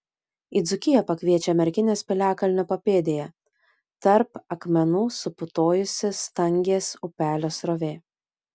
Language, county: Lithuanian, Vilnius